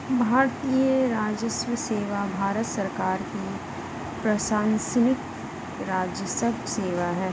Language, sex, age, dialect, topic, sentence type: Hindi, female, 31-35, Marwari Dhudhari, banking, statement